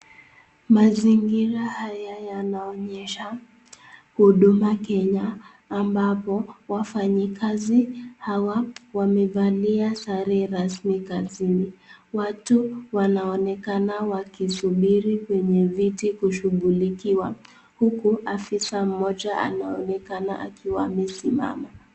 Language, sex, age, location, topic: Swahili, female, 18-24, Nakuru, government